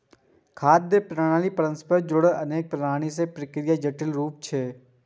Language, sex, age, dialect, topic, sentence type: Maithili, male, 18-24, Eastern / Thethi, agriculture, statement